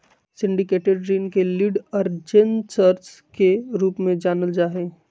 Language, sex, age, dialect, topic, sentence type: Magahi, male, 25-30, Western, banking, statement